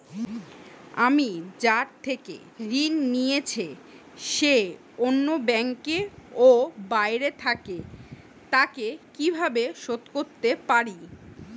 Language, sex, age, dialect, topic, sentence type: Bengali, female, 25-30, Western, banking, question